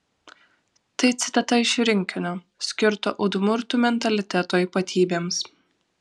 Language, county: Lithuanian, Vilnius